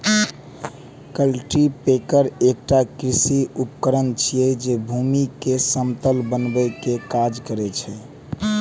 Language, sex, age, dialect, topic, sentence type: Maithili, male, 18-24, Eastern / Thethi, agriculture, statement